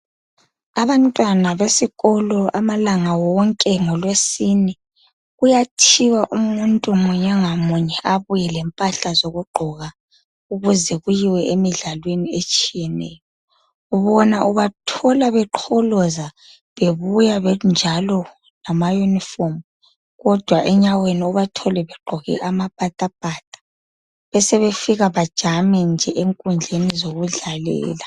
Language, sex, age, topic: North Ndebele, female, 25-35, education